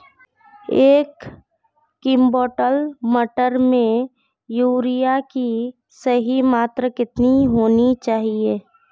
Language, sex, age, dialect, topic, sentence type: Hindi, female, 25-30, Marwari Dhudhari, agriculture, question